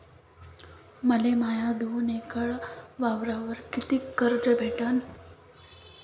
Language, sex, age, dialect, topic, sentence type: Marathi, female, 18-24, Varhadi, banking, question